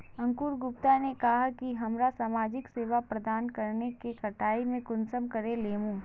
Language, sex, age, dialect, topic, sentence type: Magahi, female, 25-30, Northeastern/Surjapuri, agriculture, question